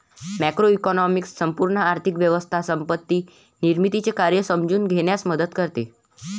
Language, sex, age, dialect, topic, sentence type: Marathi, male, 18-24, Varhadi, banking, statement